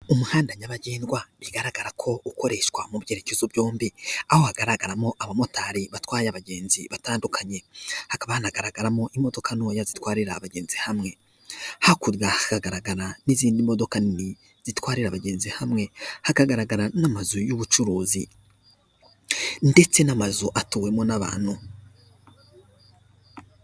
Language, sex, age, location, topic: Kinyarwanda, male, 18-24, Kigali, government